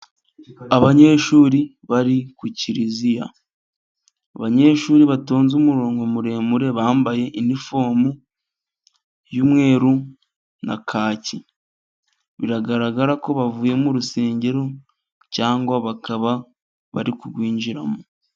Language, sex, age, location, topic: Kinyarwanda, male, 25-35, Musanze, government